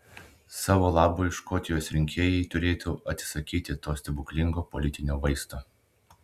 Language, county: Lithuanian, Klaipėda